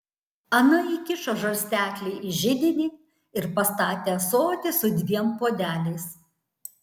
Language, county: Lithuanian, Tauragė